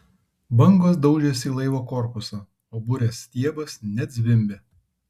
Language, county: Lithuanian, Kaunas